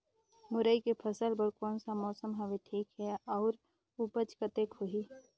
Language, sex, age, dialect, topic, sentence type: Chhattisgarhi, female, 56-60, Northern/Bhandar, agriculture, question